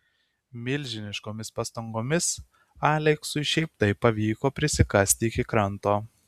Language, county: Lithuanian, Kaunas